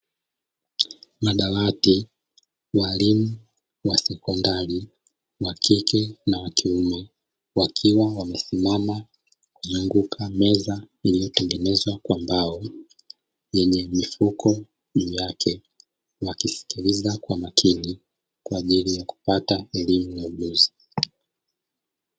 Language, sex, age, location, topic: Swahili, male, 25-35, Dar es Salaam, education